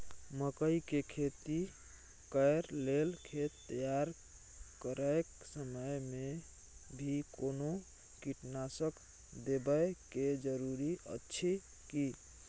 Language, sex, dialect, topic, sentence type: Maithili, male, Bajjika, agriculture, question